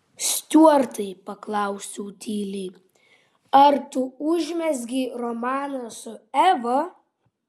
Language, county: Lithuanian, Vilnius